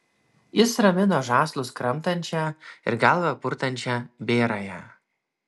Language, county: Lithuanian, Vilnius